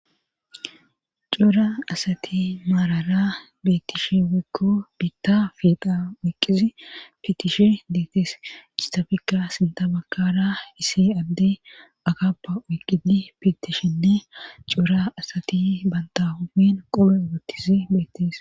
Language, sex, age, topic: Gamo, female, 25-35, government